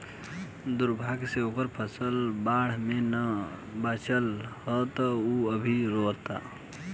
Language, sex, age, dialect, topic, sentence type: Bhojpuri, male, 18-24, Southern / Standard, agriculture, question